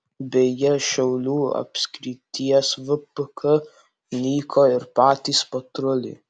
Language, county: Lithuanian, Alytus